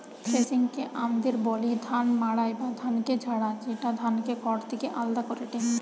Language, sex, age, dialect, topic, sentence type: Bengali, female, 18-24, Western, agriculture, statement